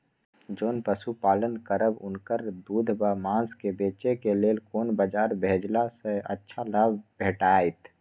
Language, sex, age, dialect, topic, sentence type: Maithili, male, 25-30, Eastern / Thethi, agriculture, question